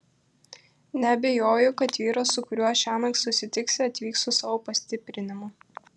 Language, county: Lithuanian, Kaunas